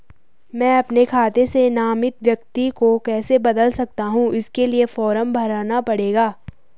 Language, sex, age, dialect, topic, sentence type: Hindi, female, 18-24, Garhwali, banking, question